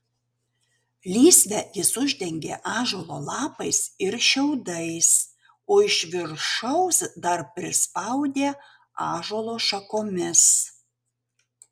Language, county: Lithuanian, Utena